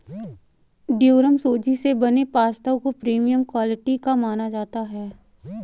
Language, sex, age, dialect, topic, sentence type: Hindi, female, 18-24, Marwari Dhudhari, agriculture, statement